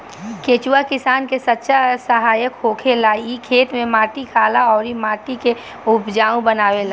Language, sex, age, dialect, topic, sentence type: Bhojpuri, female, 18-24, Northern, agriculture, statement